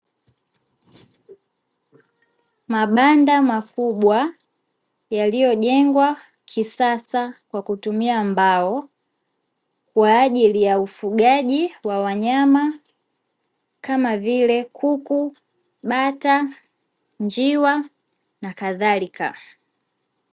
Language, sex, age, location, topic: Swahili, female, 18-24, Dar es Salaam, agriculture